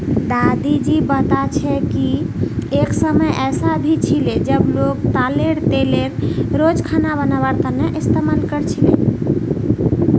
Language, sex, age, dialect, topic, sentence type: Magahi, female, 41-45, Northeastern/Surjapuri, agriculture, statement